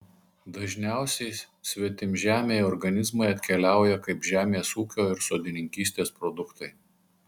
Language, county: Lithuanian, Marijampolė